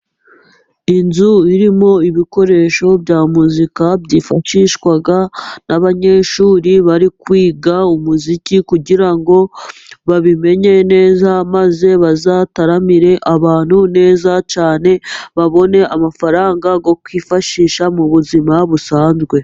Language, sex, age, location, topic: Kinyarwanda, female, 25-35, Musanze, education